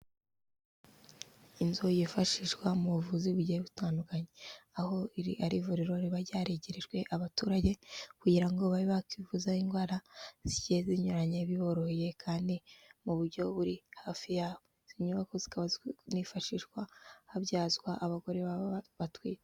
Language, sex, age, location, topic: Kinyarwanda, female, 18-24, Kigali, health